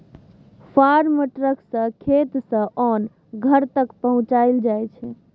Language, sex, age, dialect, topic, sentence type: Maithili, female, 18-24, Bajjika, agriculture, statement